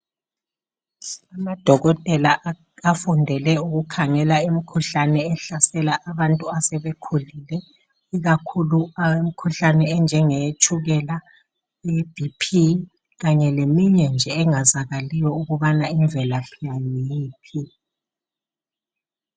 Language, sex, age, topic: North Ndebele, male, 50+, health